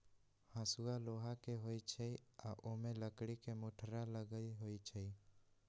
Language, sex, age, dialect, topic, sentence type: Magahi, male, 18-24, Western, agriculture, statement